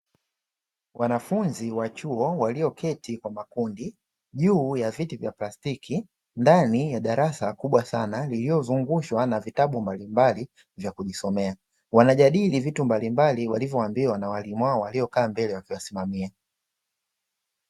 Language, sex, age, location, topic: Swahili, male, 25-35, Dar es Salaam, education